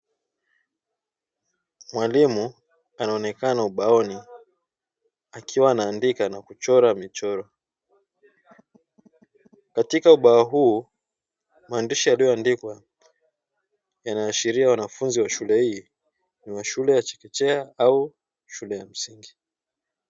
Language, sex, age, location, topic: Swahili, male, 25-35, Dar es Salaam, education